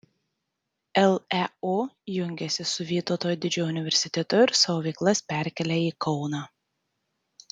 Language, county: Lithuanian, Tauragė